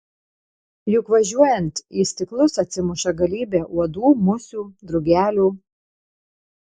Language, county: Lithuanian, Panevėžys